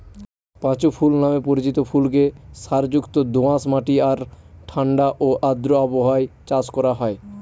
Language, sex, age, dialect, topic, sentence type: Bengali, male, 18-24, Northern/Varendri, agriculture, statement